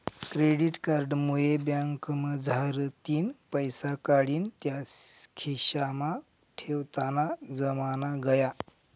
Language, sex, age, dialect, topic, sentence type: Marathi, male, 51-55, Northern Konkan, banking, statement